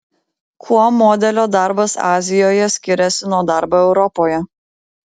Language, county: Lithuanian, Vilnius